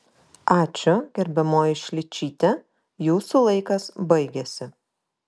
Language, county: Lithuanian, Kaunas